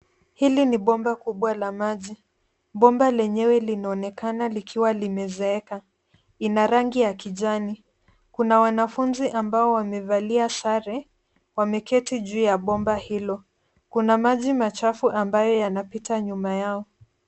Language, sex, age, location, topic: Swahili, female, 50+, Nairobi, government